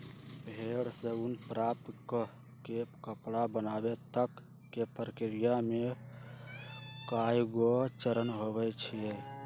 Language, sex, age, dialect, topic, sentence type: Magahi, male, 31-35, Western, agriculture, statement